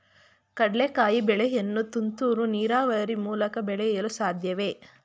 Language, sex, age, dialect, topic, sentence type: Kannada, female, 36-40, Mysore Kannada, agriculture, question